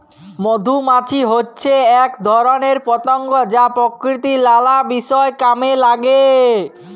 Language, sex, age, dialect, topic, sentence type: Bengali, male, 18-24, Jharkhandi, agriculture, statement